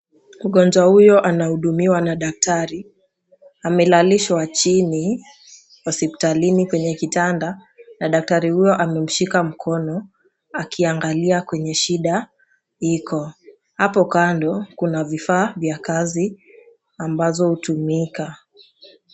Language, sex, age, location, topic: Swahili, female, 18-24, Nakuru, health